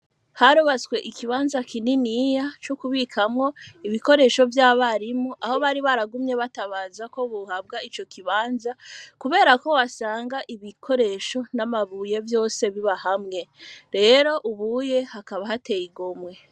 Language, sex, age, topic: Rundi, female, 25-35, education